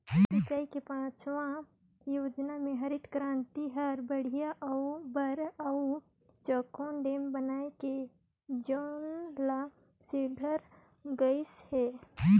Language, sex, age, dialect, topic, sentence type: Chhattisgarhi, female, 25-30, Northern/Bhandar, agriculture, statement